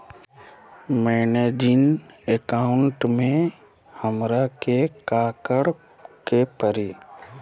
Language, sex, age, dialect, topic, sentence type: Magahi, male, 25-30, Southern, banking, question